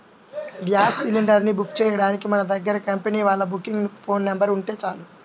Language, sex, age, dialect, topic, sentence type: Telugu, male, 18-24, Central/Coastal, banking, statement